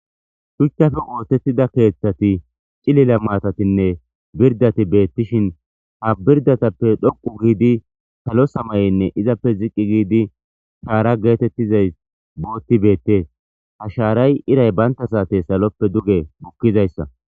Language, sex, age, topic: Gamo, male, 25-35, government